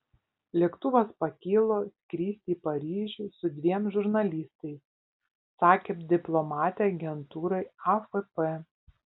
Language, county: Lithuanian, Panevėžys